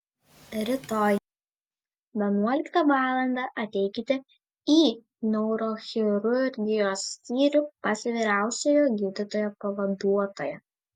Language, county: Lithuanian, Šiauliai